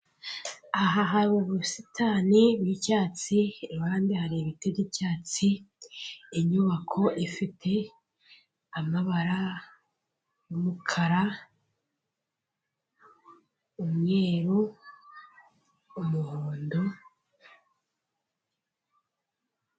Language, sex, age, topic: Kinyarwanda, female, 18-24, finance